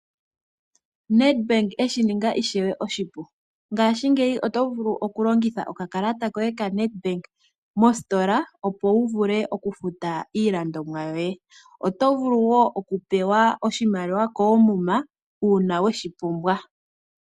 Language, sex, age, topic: Oshiwambo, female, 25-35, finance